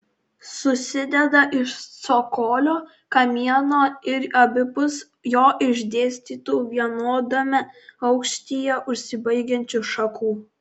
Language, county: Lithuanian, Kaunas